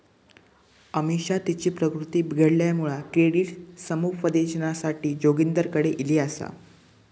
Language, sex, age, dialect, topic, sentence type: Marathi, male, 18-24, Southern Konkan, banking, statement